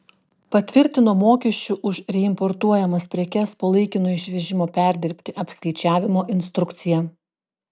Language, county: Lithuanian, Klaipėda